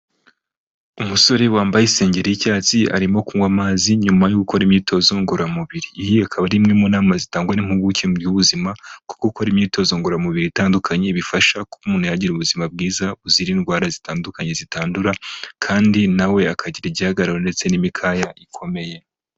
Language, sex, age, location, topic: Kinyarwanda, male, 25-35, Huye, health